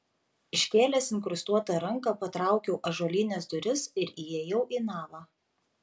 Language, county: Lithuanian, Panevėžys